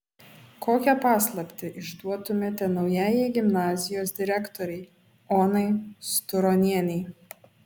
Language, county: Lithuanian, Šiauliai